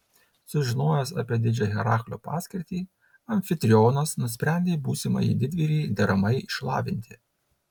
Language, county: Lithuanian, Tauragė